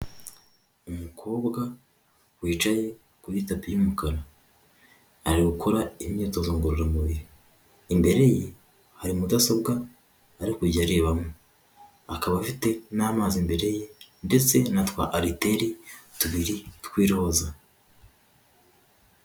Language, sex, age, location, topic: Kinyarwanda, male, 18-24, Huye, health